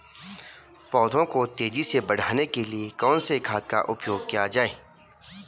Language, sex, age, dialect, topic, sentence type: Hindi, male, 31-35, Garhwali, agriculture, question